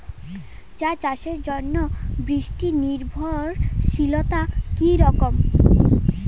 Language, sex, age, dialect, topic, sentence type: Bengali, female, 18-24, Standard Colloquial, agriculture, question